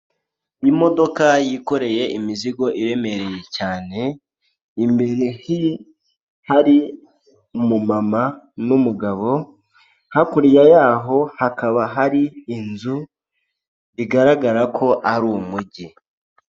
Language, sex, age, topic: Kinyarwanda, male, 25-35, government